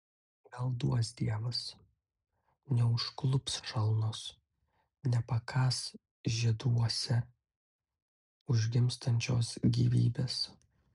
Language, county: Lithuanian, Utena